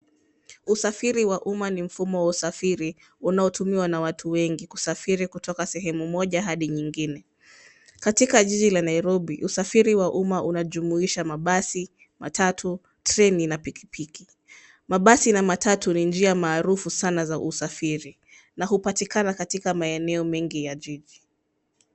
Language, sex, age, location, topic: Swahili, female, 25-35, Nairobi, government